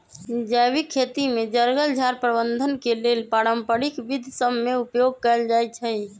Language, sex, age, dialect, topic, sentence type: Magahi, male, 25-30, Western, agriculture, statement